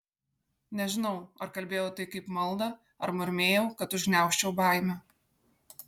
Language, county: Lithuanian, Kaunas